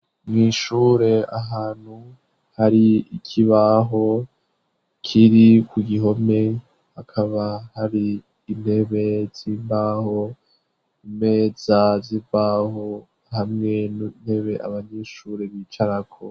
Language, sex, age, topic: Rundi, male, 18-24, education